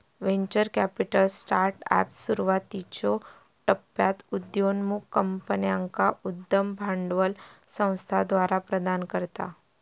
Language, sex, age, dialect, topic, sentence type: Marathi, female, 18-24, Southern Konkan, banking, statement